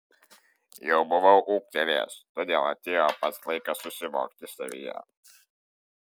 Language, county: Lithuanian, Kaunas